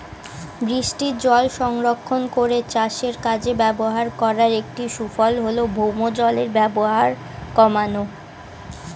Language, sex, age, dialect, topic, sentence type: Bengali, female, 18-24, Standard Colloquial, agriculture, statement